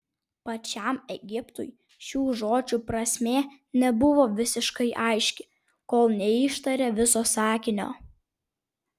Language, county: Lithuanian, Vilnius